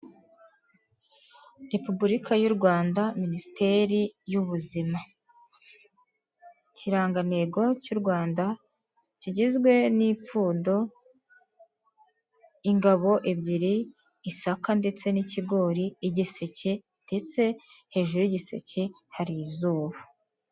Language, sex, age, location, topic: Kinyarwanda, female, 18-24, Kigali, health